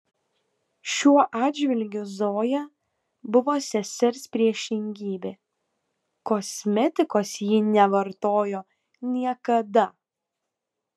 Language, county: Lithuanian, Kaunas